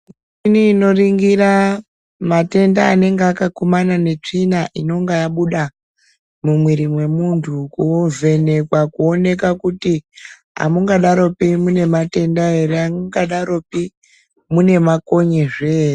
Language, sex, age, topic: Ndau, female, 36-49, health